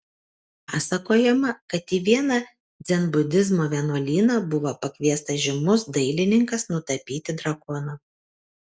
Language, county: Lithuanian, Kaunas